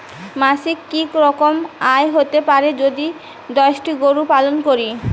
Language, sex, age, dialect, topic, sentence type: Bengali, female, 25-30, Rajbangshi, agriculture, question